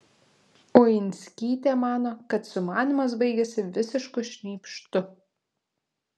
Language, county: Lithuanian, Vilnius